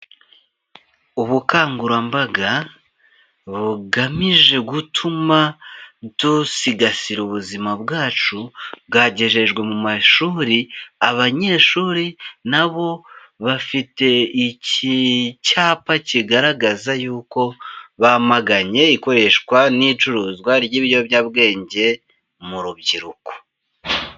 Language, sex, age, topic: Kinyarwanda, male, 25-35, health